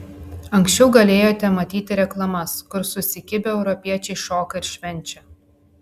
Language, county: Lithuanian, Klaipėda